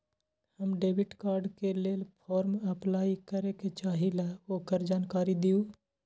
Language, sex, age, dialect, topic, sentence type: Magahi, male, 18-24, Western, banking, question